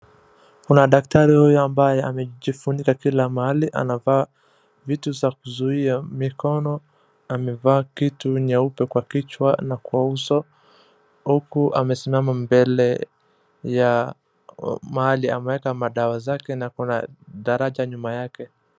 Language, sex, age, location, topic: Swahili, male, 25-35, Wajir, health